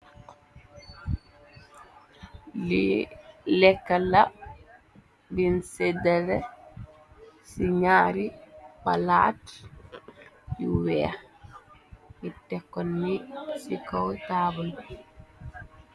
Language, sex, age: Wolof, female, 18-24